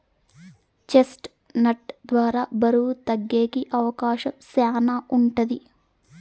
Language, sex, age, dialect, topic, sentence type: Telugu, female, 18-24, Southern, agriculture, statement